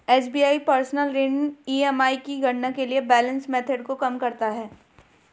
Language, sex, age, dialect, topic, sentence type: Hindi, male, 31-35, Hindustani Malvi Khadi Boli, banking, statement